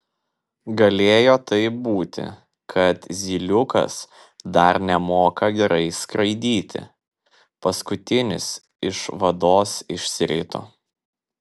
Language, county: Lithuanian, Vilnius